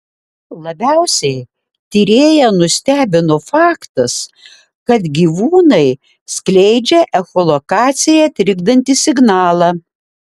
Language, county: Lithuanian, Šiauliai